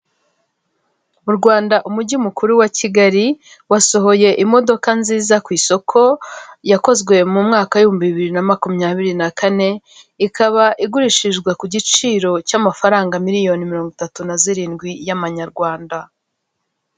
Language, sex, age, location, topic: Kinyarwanda, female, 25-35, Kigali, finance